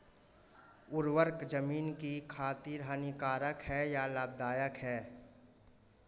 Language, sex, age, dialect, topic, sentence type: Hindi, male, 25-30, Marwari Dhudhari, agriculture, question